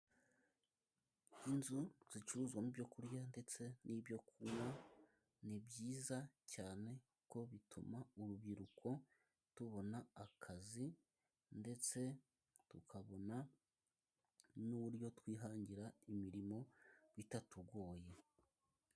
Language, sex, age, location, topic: Kinyarwanda, male, 25-35, Musanze, finance